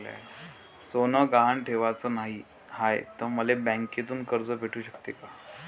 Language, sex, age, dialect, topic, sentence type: Marathi, male, 25-30, Varhadi, banking, question